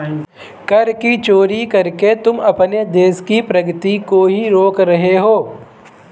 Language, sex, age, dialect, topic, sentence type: Hindi, male, 18-24, Marwari Dhudhari, banking, statement